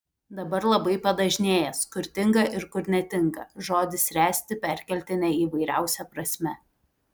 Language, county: Lithuanian, Telšiai